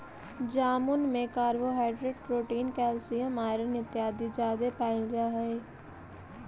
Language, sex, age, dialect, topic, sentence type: Magahi, female, 18-24, Central/Standard, agriculture, statement